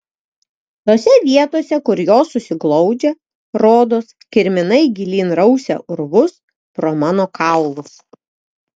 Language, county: Lithuanian, Vilnius